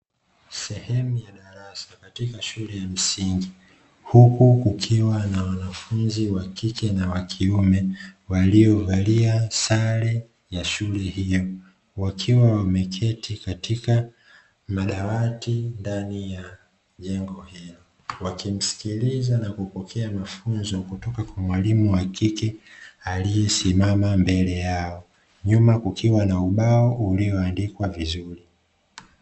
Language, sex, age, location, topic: Swahili, male, 25-35, Dar es Salaam, education